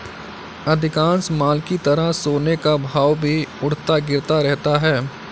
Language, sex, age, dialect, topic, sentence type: Hindi, male, 56-60, Kanauji Braj Bhasha, banking, statement